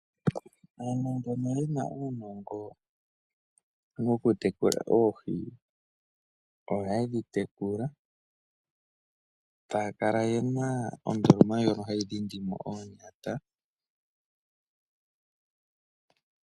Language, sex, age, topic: Oshiwambo, male, 18-24, agriculture